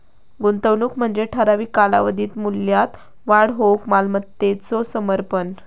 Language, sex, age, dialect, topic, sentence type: Marathi, female, 18-24, Southern Konkan, banking, statement